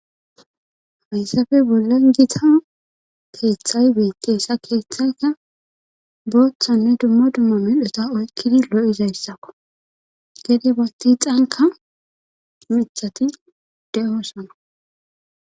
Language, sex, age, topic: Gamo, female, 25-35, government